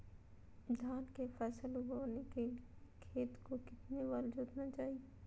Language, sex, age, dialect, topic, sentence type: Magahi, female, 25-30, Southern, agriculture, question